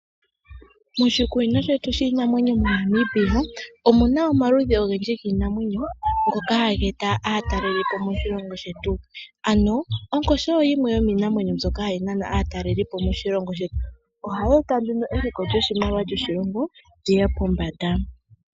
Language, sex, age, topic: Oshiwambo, male, 25-35, agriculture